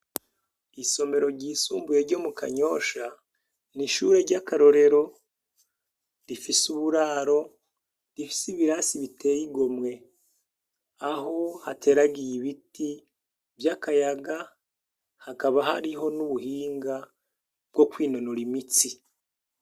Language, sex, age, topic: Rundi, male, 36-49, education